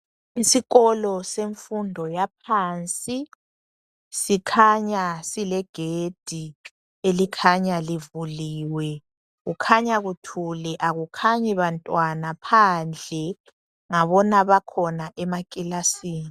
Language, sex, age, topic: North Ndebele, male, 25-35, education